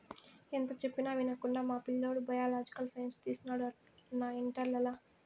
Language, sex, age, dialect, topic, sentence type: Telugu, female, 18-24, Southern, agriculture, statement